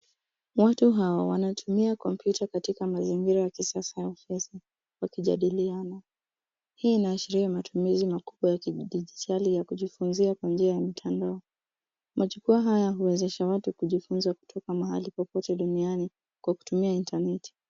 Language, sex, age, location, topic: Swahili, female, 18-24, Nairobi, education